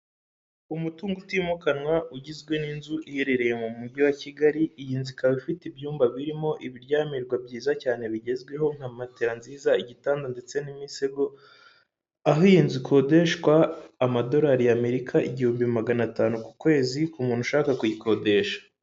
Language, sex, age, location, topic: Kinyarwanda, male, 18-24, Huye, finance